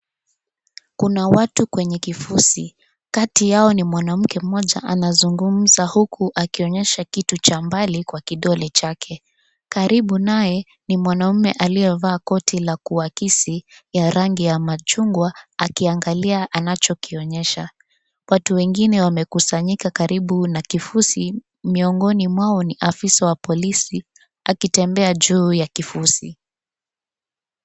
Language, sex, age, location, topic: Swahili, female, 25-35, Nairobi, health